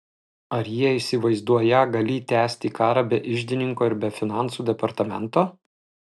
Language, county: Lithuanian, Telšiai